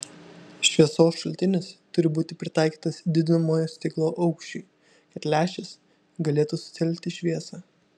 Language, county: Lithuanian, Vilnius